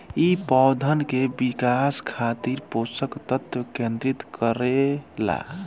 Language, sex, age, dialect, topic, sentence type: Bhojpuri, male, 18-24, Southern / Standard, agriculture, statement